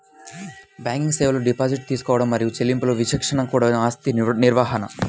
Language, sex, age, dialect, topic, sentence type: Telugu, male, 18-24, Central/Coastal, banking, statement